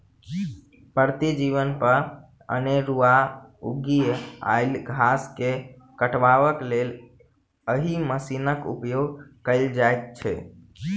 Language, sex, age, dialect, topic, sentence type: Maithili, male, 18-24, Southern/Standard, agriculture, statement